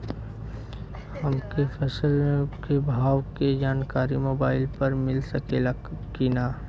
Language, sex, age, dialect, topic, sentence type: Bhojpuri, male, 25-30, Western, agriculture, question